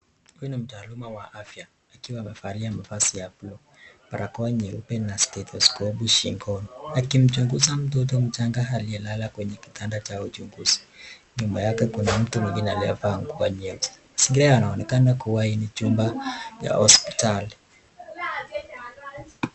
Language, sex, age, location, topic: Swahili, male, 18-24, Nakuru, health